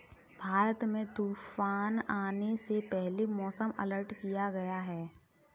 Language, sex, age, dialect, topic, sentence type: Hindi, female, 36-40, Kanauji Braj Bhasha, agriculture, statement